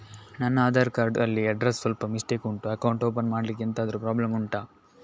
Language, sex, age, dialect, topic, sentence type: Kannada, male, 18-24, Coastal/Dakshin, banking, question